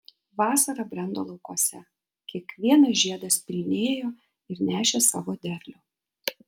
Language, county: Lithuanian, Vilnius